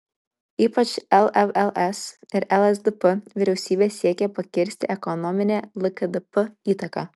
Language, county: Lithuanian, Kaunas